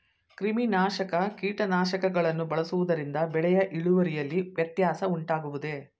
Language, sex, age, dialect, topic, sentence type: Kannada, female, 60-100, Mysore Kannada, agriculture, question